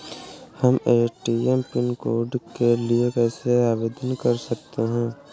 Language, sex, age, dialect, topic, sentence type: Hindi, male, 18-24, Awadhi Bundeli, banking, question